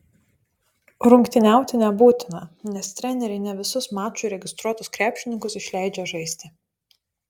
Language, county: Lithuanian, Panevėžys